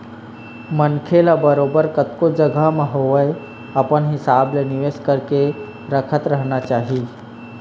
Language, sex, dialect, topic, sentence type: Chhattisgarhi, male, Eastern, banking, statement